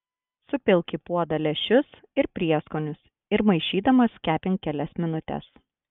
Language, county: Lithuanian, Klaipėda